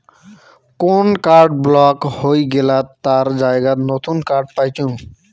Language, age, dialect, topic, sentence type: Bengali, 18-24, Rajbangshi, banking, statement